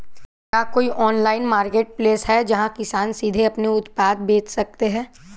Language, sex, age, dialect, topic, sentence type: Hindi, male, 18-24, Kanauji Braj Bhasha, agriculture, statement